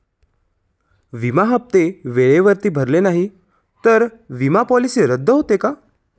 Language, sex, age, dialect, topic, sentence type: Marathi, male, 25-30, Standard Marathi, banking, question